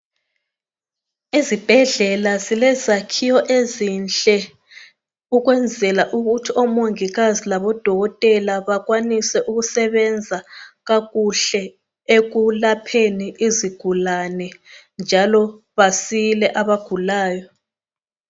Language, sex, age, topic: North Ndebele, female, 25-35, health